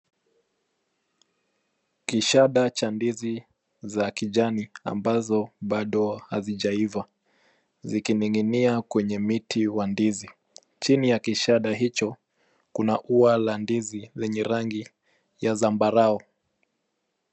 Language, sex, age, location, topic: Swahili, male, 25-35, Nairobi, health